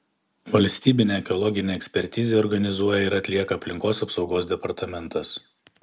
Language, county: Lithuanian, Panevėžys